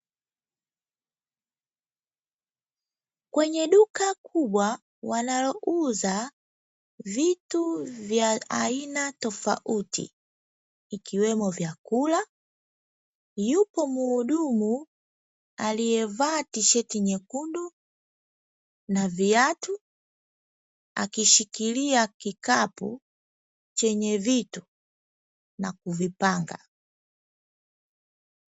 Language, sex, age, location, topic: Swahili, female, 18-24, Dar es Salaam, finance